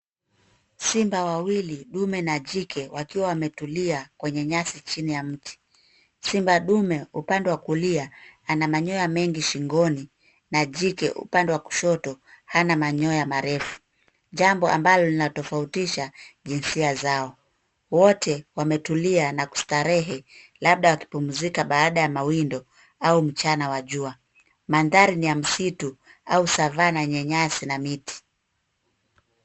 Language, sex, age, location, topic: Swahili, female, 18-24, Nairobi, government